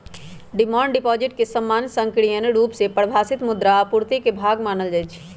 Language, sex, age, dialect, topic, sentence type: Magahi, male, 18-24, Western, banking, statement